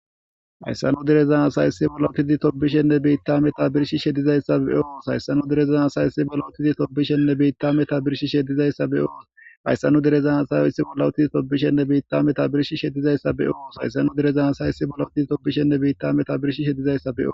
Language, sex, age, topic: Gamo, male, 18-24, government